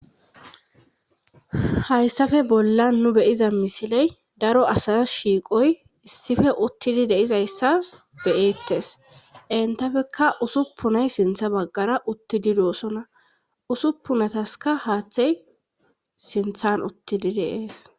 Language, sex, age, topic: Gamo, female, 25-35, government